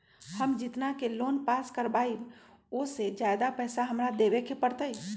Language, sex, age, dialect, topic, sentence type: Magahi, male, 18-24, Western, banking, question